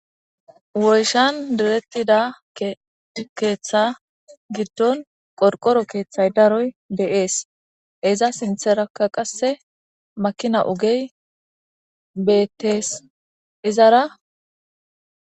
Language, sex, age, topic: Gamo, female, 25-35, government